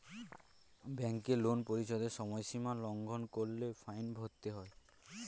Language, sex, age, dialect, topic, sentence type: Bengali, male, 18-24, Standard Colloquial, banking, question